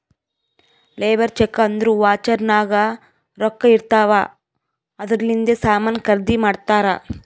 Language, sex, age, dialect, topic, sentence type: Kannada, female, 18-24, Northeastern, banking, statement